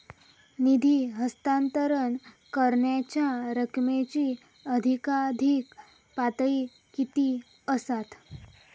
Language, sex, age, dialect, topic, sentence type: Marathi, female, 18-24, Southern Konkan, banking, question